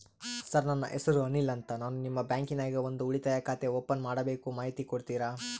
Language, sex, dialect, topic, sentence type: Kannada, male, Central, banking, question